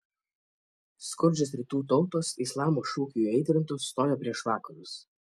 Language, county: Lithuanian, Kaunas